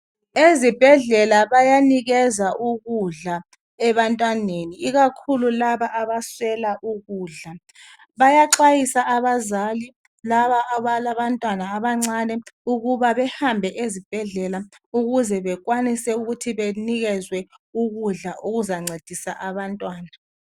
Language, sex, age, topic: North Ndebele, female, 36-49, health